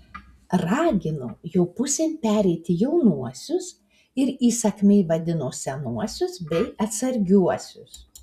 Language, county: Lithuanian, Alytus